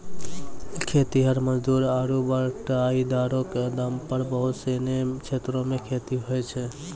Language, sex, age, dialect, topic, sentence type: Maithili, male, 25-30, Angika, agriculture, statement